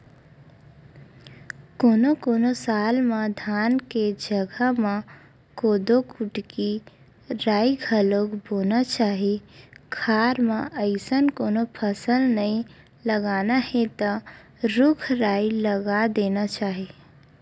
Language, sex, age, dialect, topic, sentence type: Chhattisgarhi, female, 18-24, Western/Budati/Khatahi, agriculture, statement